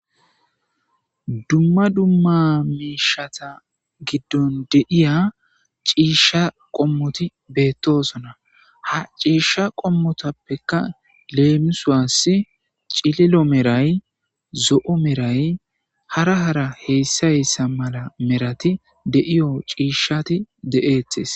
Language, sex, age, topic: Gamo, male, 25-35, agriculture